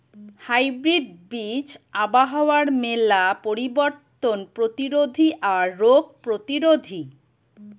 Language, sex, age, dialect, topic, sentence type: Bengali, male, 18-24, Rajbangshi, agriculture, statement